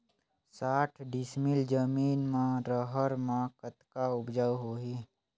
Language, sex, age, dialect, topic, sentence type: Chhattisgarhi, male, 25-30, Northern/Bhandar, agriculture, question